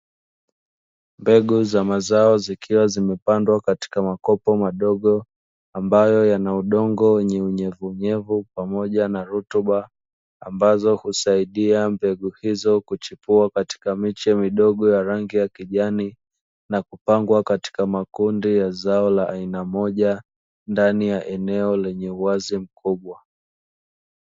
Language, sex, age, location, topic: Swahili, male, 25-35, Dar es Salaam, agriculture